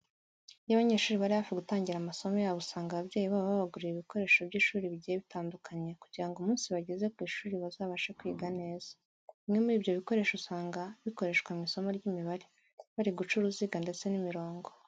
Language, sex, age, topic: Kinyarwanda, female, 18-24, education